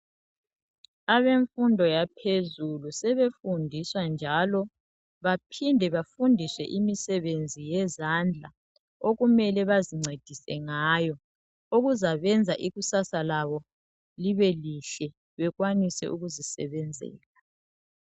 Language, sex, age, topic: North Ndebele, male, 36-49, education